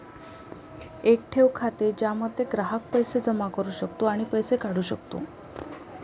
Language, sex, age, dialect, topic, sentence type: Marathi, female, 18-24, Varhadi, banking, statement